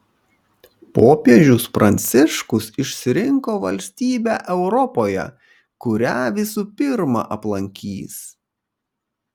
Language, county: Lithuanian, Kaunas